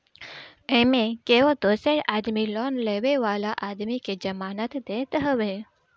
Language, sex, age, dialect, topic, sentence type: Bhojpuri, female, 25-30, Northern, banking, statement